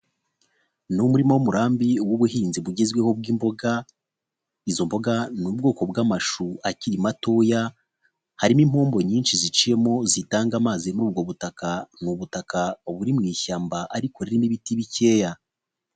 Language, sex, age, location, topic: Kinyarwanda, male, 25-35, Nyagatare, agriculture